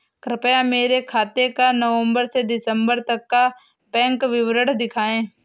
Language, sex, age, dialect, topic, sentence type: Hindi, female, 18-24, Awadhi Bundeli, banking, question